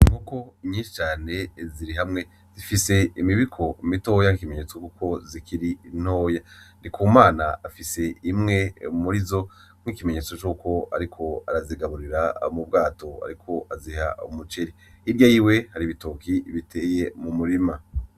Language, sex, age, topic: Rundi, male, 25-35, agriculture